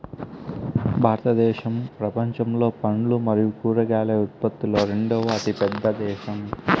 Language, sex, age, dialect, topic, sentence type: Telugu, male, 25-30, Southern, agriculture, statement